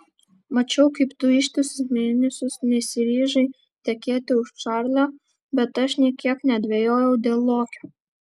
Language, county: Lithuanian, Vilnius